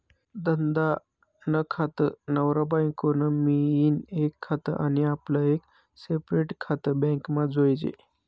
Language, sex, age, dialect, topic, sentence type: Marathi, male, 25-30, Northern Konkan, banking, statement